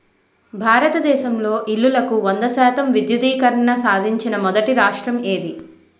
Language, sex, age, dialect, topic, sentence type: Telugu, female, 36-40, Utterandhra, banking, question